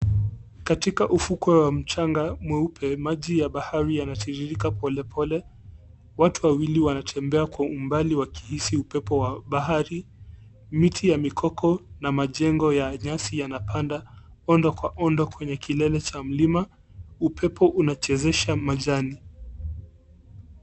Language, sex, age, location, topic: Swahili, male, 18-24, Mombasa, government